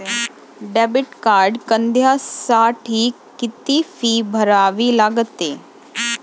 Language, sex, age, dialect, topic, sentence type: Marathi, female, 25-30, Standard Marathi, banking, question